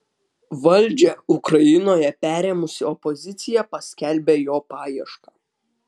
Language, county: Lithuanian, Utena